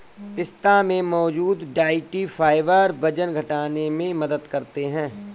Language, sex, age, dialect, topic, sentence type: Hindi, male, 41-45, Kanauji Braj Bhasha, agriculture, statement